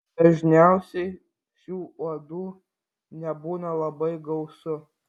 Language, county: Lithuanian, Vilnius